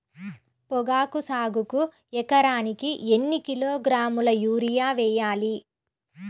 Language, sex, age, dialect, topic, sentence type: Telugu, female, 31-35, Central/Coastal, agriculture, question